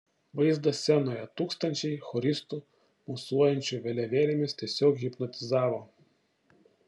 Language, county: Lithuanian, Šiauliai